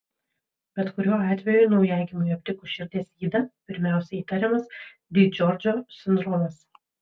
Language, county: Lithuanian, Vilnius